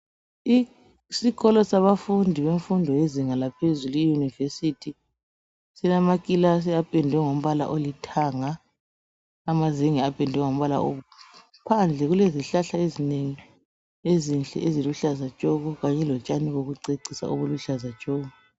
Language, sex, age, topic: North Ndebele, male, 18-24, education